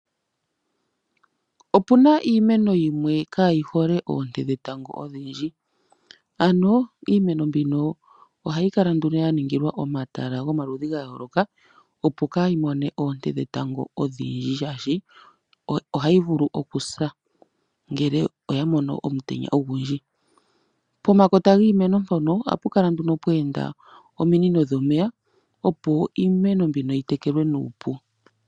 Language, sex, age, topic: Oshiwambo, female, 25-35, agriculture